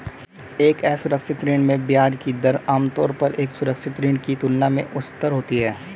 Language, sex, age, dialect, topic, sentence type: Hindi, male, 18-24, Hindustani Malvi Khadi Boli, banking, question